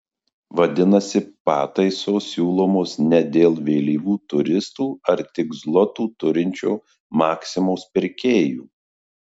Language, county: Lithuanian, Marijampolė